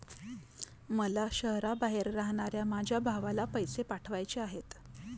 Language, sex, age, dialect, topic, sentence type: Marathi, female, 31-35, Standard Marathi, banking, statement